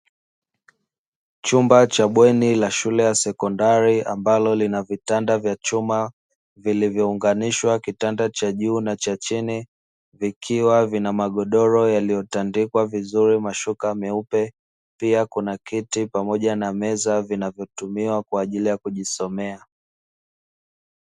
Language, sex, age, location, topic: Swahili, male, 25-35, Dar es Salaam, education